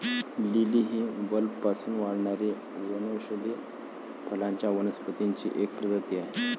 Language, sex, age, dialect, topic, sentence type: Marathi, male, 25-30, Varhadi, agriculture, statement